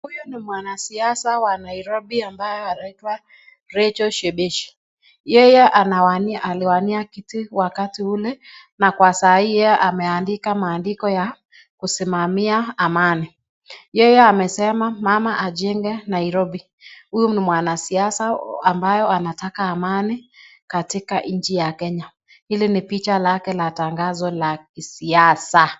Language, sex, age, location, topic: Swahili, female, 25-35, Nakuru, government